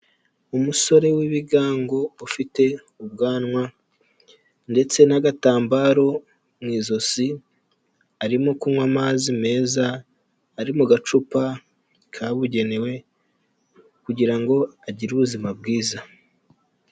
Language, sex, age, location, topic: Kinyarwanda, male, 18-24, Huye, health